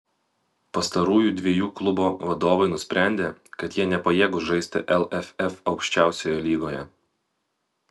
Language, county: Lithuanian, Vilnius